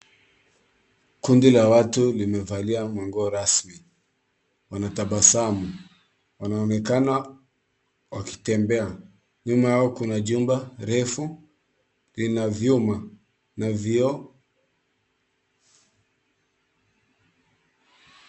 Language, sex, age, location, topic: Swahili, male, 18-24, Kisumu, government